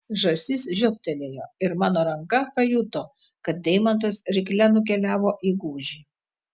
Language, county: Lithuanian, Telšiai